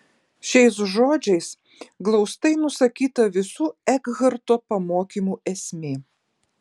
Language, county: Lithuanian, Klaipėda